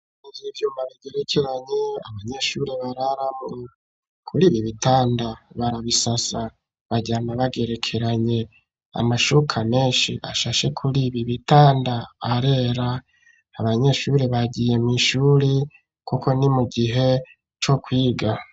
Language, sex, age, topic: Rundi, male, 25-35, education